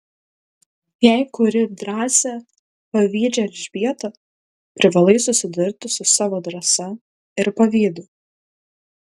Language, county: Lithuanian, Kaunas